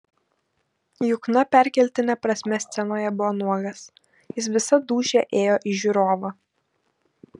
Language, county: Lithuanian, Šiauliai